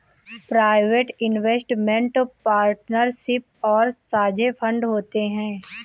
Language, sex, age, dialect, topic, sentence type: Hindi, female, 18-24, Marwari Dhudhari, banking, statement